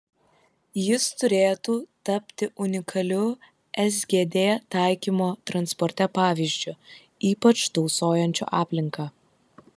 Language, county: Lithuanian, Kaunas